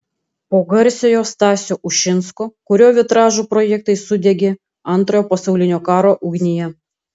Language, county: Lithuanian, Kaunas